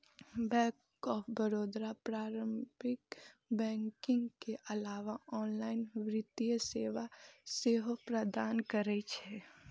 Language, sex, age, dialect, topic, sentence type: Maithili, female, 18-24, Eastern / Thethi, banking, statement